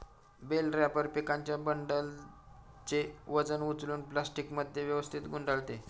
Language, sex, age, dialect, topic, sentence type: Marathi, male, 60-100, Standard Marathi, agriculture, statement